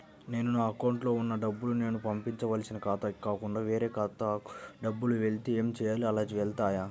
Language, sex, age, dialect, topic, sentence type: Telugu, male, 60-100, Central/Coastal, banking, question